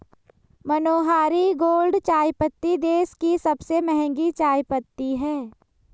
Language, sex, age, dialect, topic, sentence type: Hindi, male, 25-30, Hindustani Malvi Khadi Boli, agriculture, statement